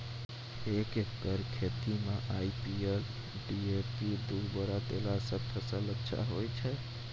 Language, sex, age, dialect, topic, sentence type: Maithili, male, 18-24, Angika, agriculture, question